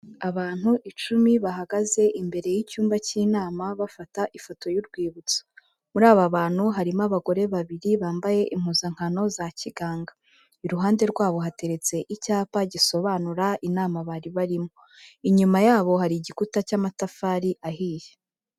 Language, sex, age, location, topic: Kinyarwanda, female, 25-35, Kigali, health